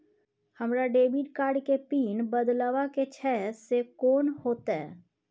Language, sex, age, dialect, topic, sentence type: Maithili, female, 31-35, Bajjika, banking, question